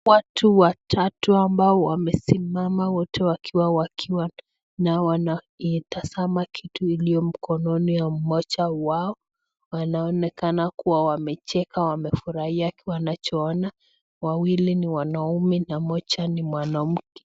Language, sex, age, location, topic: Swahili, female, 18-24, Nakuru, finance